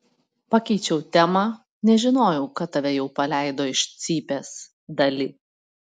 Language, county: Lithuanian, Panevėžys